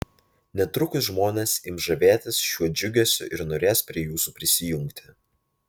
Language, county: Lithuanian, Vilnius